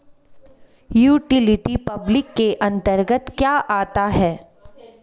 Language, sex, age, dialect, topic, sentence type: Hindi, female, 25-30, Hindustani Malvi Khadi Boli, banking, question